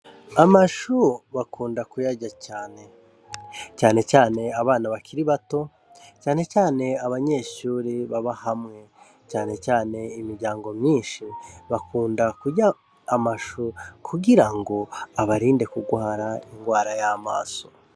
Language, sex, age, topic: Rundi, male, 36-49, agriculture